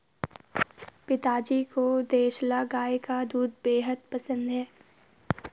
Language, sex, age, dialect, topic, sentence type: Hindi, female, 18-24, Garhwali, agriculture, statement